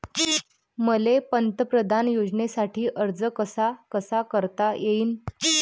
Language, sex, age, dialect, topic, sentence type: Marathi, female, 18-24, Varhadi, banking, question